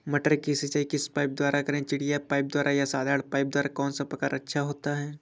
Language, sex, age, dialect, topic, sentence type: Hindi, male, 25-30, Awadhi Bundeli, agriculture, question